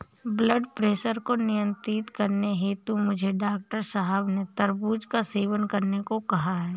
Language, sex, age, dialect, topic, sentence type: Hindi, female, 31-35, Awadhi Bundeli, agriculture, statement